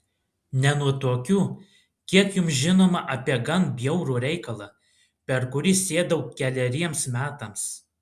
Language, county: Lithuanian, Klaipėda